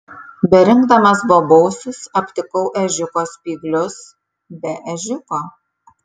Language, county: Lithuanian, Kaunas